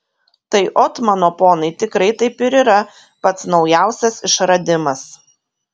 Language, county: Lithuanian, Kaunas